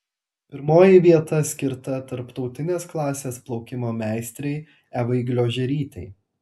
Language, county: Lithuanian, Telšiai